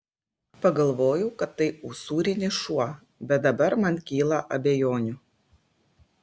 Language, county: Lithuanian, Klaipėda